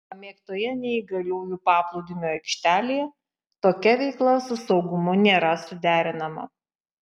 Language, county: Lithuanian, Šiauliai